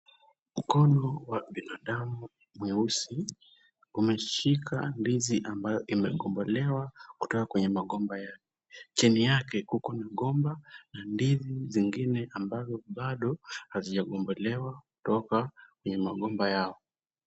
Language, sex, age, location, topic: Swahili, male, 18-24, Kisumu, agriculture